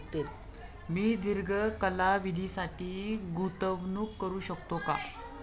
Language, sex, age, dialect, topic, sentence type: Marathi, male, 18-24, Standard Marathi, banking, question